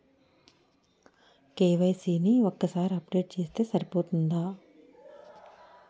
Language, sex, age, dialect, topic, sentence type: Telugu, female, 41-45, Utterandhra, banking, question